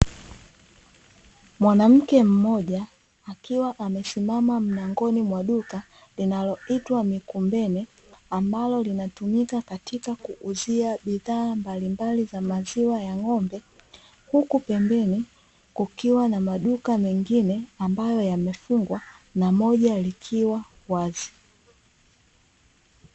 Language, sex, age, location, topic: Swahili, female, 25-35, Dar es Salaam, finance